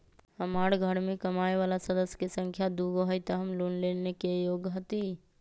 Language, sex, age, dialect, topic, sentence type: Magahi, female, 31-35, Western, banking, question